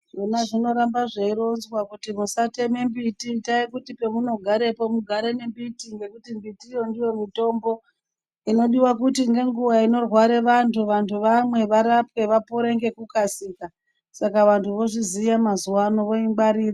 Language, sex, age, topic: Ndau, male, 36-49, health